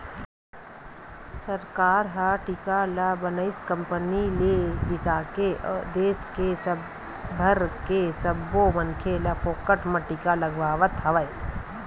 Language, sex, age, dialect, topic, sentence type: Chhattisgarhi, female, 36-40, Western/Budati/Khatahi, banking, statement